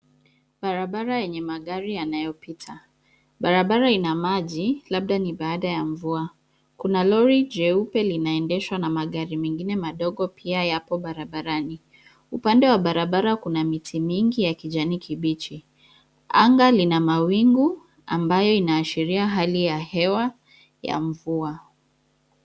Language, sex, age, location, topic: Swahili, female, 25-35, Nairobi, government